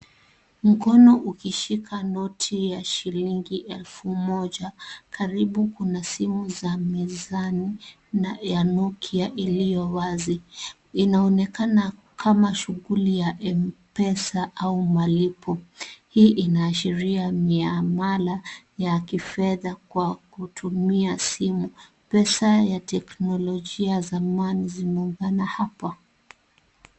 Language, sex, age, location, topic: Swahili, female, 36-49, Kisii, finance